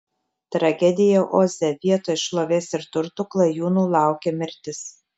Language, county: Lithuanian, Telšiai